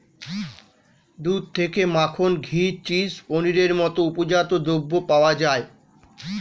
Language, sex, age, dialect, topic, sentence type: Bengali, male, 46-50, Standard Colloquial, agriculture, statement